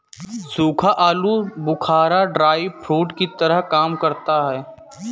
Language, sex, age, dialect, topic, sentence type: Hindi, male, 18-24, Kanauji Braj Bhasha, agriculture, statement